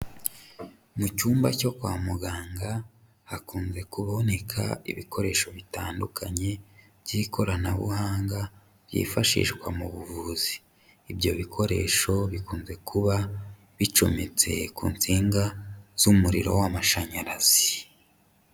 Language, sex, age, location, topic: Kinyarwanda, male, 25-35, Huye, health